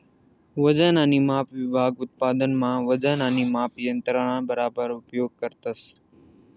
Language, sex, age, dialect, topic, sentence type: Marathi, male, 18-24, Northern Konkan, agriculture, statement